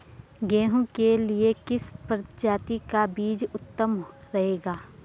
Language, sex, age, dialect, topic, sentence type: Hindi, female, 25-30, Garhwali, agriculture, question